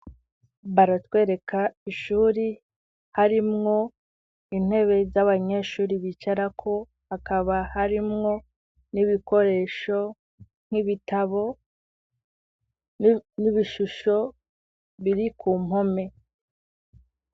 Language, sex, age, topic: Rundi, female, 18-24, education